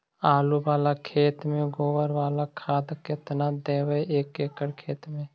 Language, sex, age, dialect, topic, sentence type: Magahi, male, 18-24, Central/Standard, agriculture, question